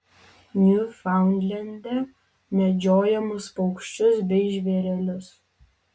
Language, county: Lithuanian, Vilnius